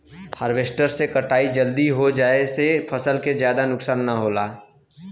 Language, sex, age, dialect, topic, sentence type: Bhojpuri, male, 18-24, Western, agriculture, statement